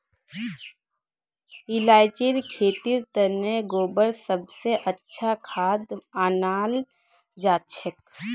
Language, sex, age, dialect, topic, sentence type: Magahi, female, 18-24, Northeastern/Surjapuri, agriculture, statement